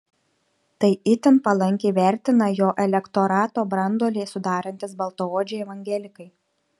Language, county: Lithuanian, Šiauliai